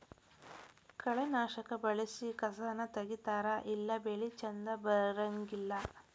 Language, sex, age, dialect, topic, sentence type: Kannada, female, 41-45, Dharwad Kannada, agriculture, statement